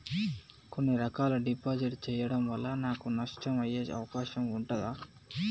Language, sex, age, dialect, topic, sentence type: Telugu, male, 18-24, Telangana, banking, question